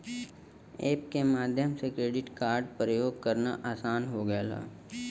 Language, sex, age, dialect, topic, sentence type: Bhojpuri, male, 18-24, Western, banking, statement